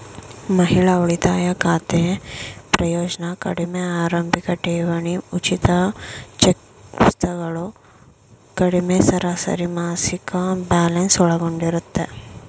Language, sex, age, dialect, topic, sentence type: Kannada, female, 56-60, Mysore Kannada, banking, statement